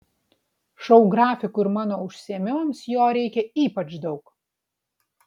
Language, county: Lithuanian, Utena